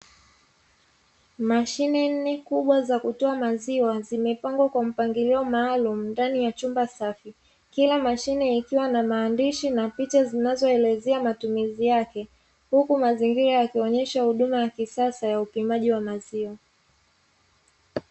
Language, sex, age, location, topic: Swahili, female, 25-35, Dar es Salaam, finance